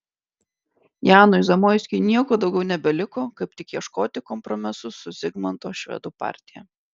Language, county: Lithuanian, Klaipėda